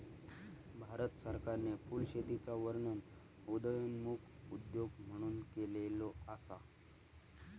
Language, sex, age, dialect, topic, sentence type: Marathi, male, 31-35, Southern Konkan, agriculture, statement